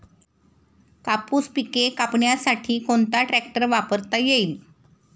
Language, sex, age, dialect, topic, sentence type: Marathi, female, 51-55, Standard Marathi, agriculture, question